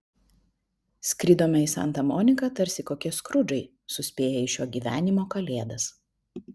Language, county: Lithuanian, Vilnius